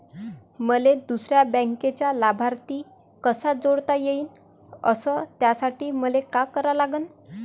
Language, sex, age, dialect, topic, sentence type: Marathi, female, 25-30, Varhadi, banking, question